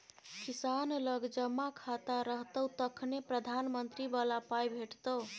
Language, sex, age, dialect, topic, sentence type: Maithili, female, 31-35, Bajjika, banking, statement